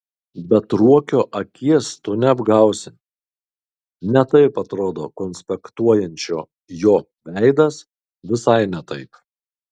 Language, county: Lithuanian, Kaunas